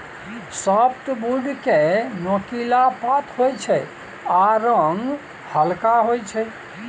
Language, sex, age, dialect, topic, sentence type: Maithili, male, 56-60, Bajjika, agriculture, statement